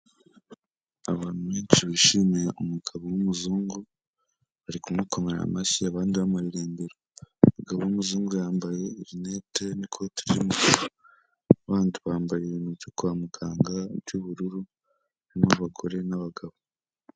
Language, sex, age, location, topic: Kinyarwanda, male, 18-24, Kigali, health